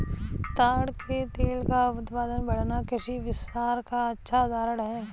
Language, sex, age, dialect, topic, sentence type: Hindi, female, 18-24, Kanauji Braj Bhasha, agriculture, statement